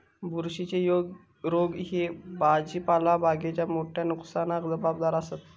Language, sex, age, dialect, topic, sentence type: Marathi, male, 18-24, Southern Konkan, agriculture, statement